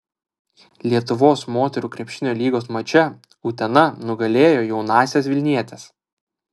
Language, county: Lithuanian, Vilnius